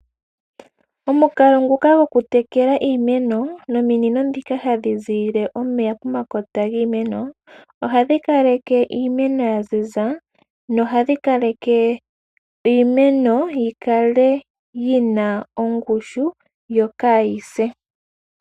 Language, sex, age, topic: Oshiwambo, female, 18-24, agriculture